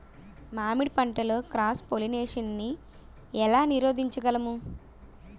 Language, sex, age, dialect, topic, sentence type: Telugu, female, 25-30, Utterandhra, agriculture, question